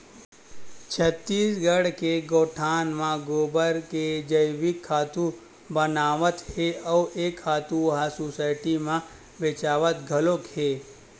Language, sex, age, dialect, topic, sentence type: Chhattisgarhi, male, 18-24, Western/Budati/Khatahi, agriculture, statement